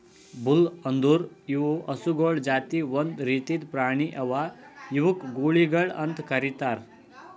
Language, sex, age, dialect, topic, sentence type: Kannada, male, 18-24, Northeastern, agriculture, statement